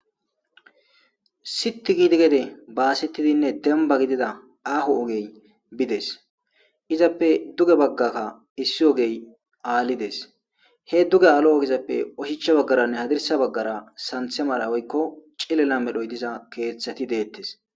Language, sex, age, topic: Gamo, male, 25-35, government